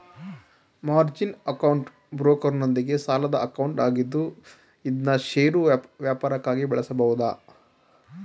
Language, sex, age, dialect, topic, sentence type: Kannada, male, 25-30, Mysore Kannada, banking, statement